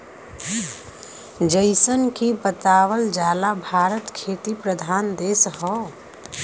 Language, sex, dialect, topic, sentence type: Bhojpuri, female, Western, agriculture, statement